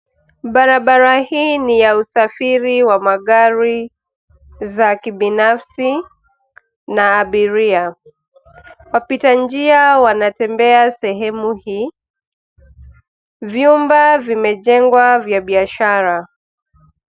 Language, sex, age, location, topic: Swahili, female, 25-35, Nairobi, government